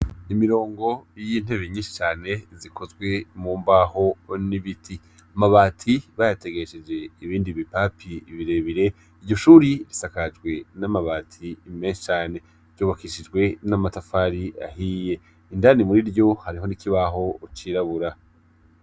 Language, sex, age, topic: Rundi, male, 25-35, education